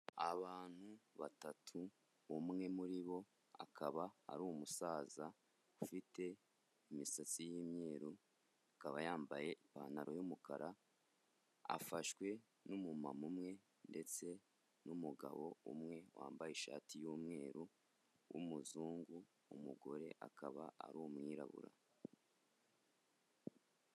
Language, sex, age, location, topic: Kinyarwanda, male, 25-35, Kigali, health